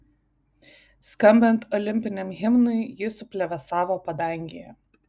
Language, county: Lithuanian, Vilnius